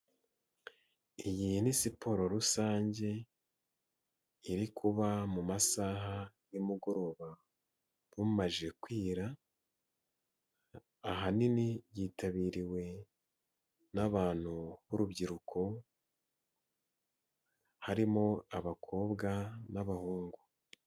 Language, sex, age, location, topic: Kinyarwanda, male, 18-24, Nyagatare, government